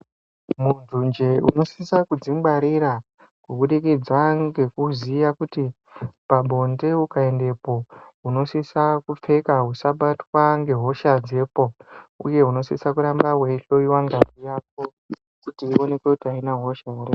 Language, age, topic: Ndau, 18-24, health